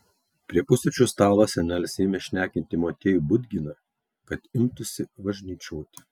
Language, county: Lithuanian, Kaunas